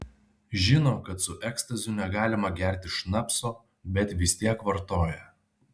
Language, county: Lithuanian, Vilnius